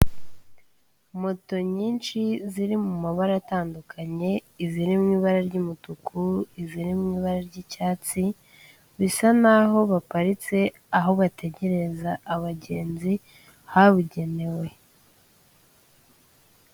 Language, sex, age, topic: Kinyarwanda, female, 18-24, finance